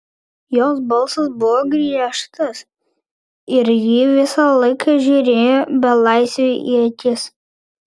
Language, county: Lithuanian, Vilnius